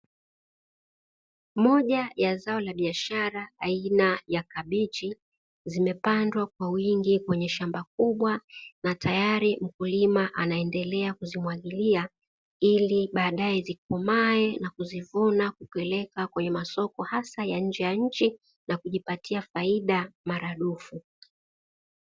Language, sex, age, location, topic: Swahili, female, 36-49, Dar es Salaam, agriculture